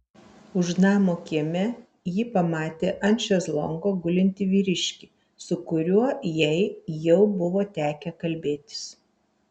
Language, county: Lithuanian, Vilnius